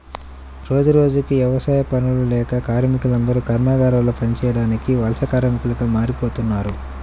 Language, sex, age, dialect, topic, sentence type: Telugu, male, 31-35, Central/Coastal, agriculture, statement